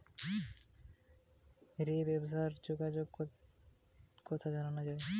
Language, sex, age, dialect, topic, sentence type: Bengali, male, 18-24, Western, agriculture, statement